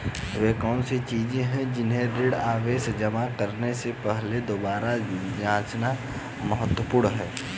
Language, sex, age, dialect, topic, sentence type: Hindi, male, 18-24, Hindustani Malvi Khadi Boli, banking, question